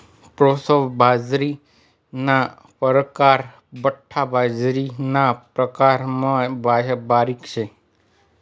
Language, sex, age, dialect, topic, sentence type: Marathi, male, 36-40, Northern Konkan, agriculture, statement